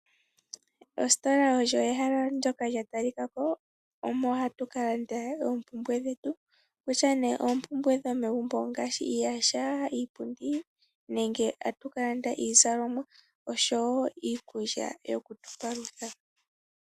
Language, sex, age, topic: Oshiwambo, female, 18-24, finance